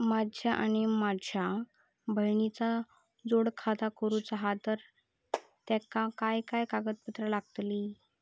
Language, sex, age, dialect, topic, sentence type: Marathi, female, 31-35, Southern Konkan, banking, question